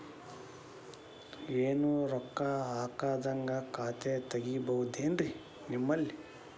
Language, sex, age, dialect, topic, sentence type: Kannada, male, 31-35, Dharwad Kannada, banking, question